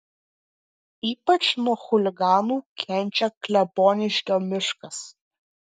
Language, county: Lithuanian, Klaipėda